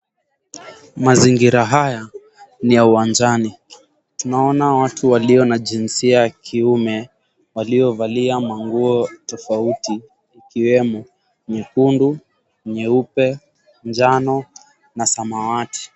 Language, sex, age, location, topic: Swahili, female, 18-24, Mombasa, education